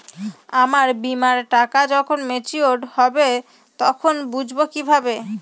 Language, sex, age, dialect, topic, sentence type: Bengali, female, 31-35, Northern/Varendri, banking, question